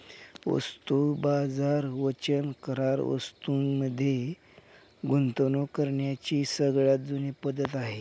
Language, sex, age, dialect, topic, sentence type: Marathi, male, 51-55, Northern Konkan, banking, statement